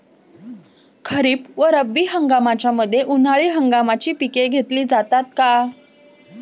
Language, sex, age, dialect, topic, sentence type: Marathi, female, 25-30, Standard Marathi, agriculture, question